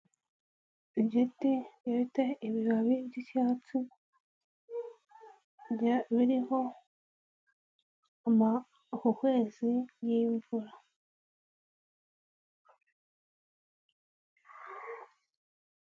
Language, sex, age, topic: Kinyarwanda, female, 18-24, health